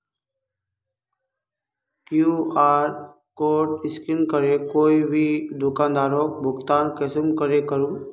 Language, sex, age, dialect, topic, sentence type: Magahi, male, 25-30, Northeastern/Surjapuri, banking, question